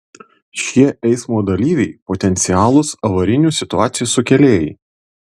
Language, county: Lithuanian, Panevėžys